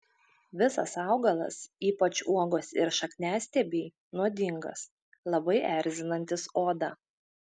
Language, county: Lithuanian, Šiauliai